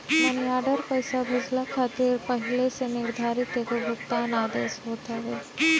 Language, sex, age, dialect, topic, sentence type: Bhojpuri, female, 18-24, Northern, banking, statement